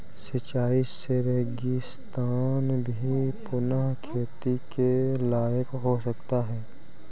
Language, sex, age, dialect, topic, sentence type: Hindi, male, 18-24, Kanauji Braj Bhasha, agriculture, statement